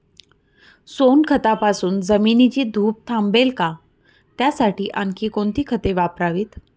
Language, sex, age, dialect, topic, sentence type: Marathi, female, 31-35, Northern Konkan, agriculture, question